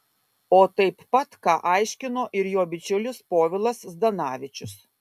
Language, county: Lithuanian, Kaunas